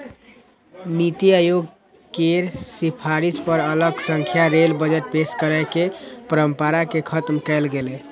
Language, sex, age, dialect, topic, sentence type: Maithili, male, 18-24, Eastern / Thethi, banking, statement